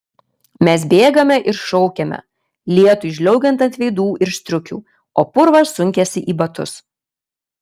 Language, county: Lithuanian, Kaunas